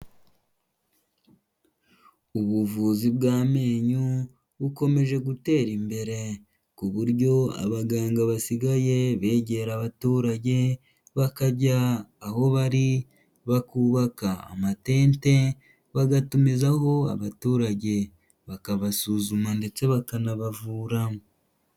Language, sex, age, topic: Kinyarwanda, male, 18-24, health